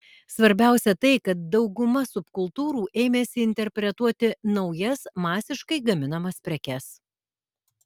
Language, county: Lithuanian, Alytus